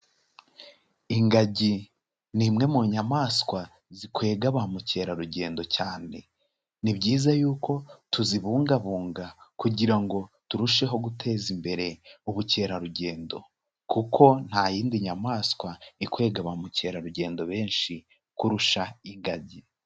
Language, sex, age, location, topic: Kinyarwanda, male, 25-35, Kigali, agriculture